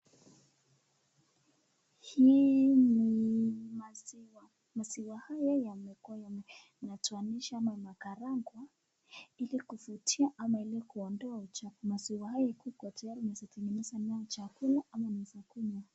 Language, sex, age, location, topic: Swahili, female, 25-35, Nakuru, agriculture